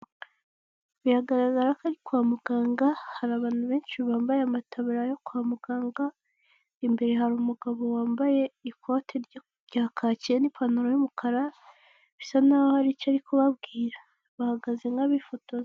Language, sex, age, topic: Kinyarwanda, female, 18-24, health